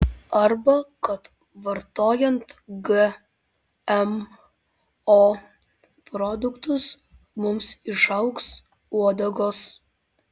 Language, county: Lithuanian, Vilnius